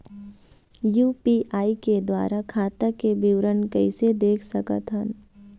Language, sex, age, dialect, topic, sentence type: Chhattisgarhi, female, 18-24, Eastern, banking, question